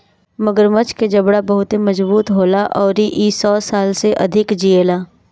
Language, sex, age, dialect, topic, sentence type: Bhojpuri, female, 18-24, Northern, agriculture, statement